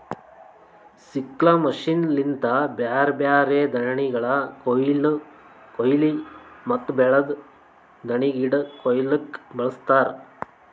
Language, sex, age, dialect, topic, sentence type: Kannada, male, 31-35, Northeastern, agriculture, statement